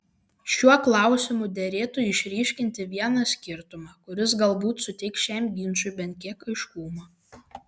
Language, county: Lithuanian, Panevėžys